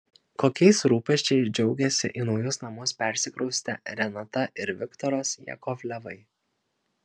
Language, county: Lithuanian, Kaunas